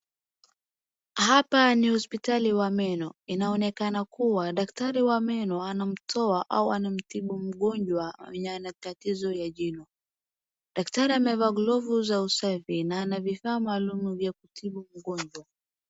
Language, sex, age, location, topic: Swahili, female, 18-24, Wajir, health